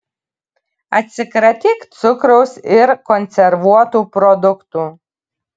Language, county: Lithuanian, Kaunas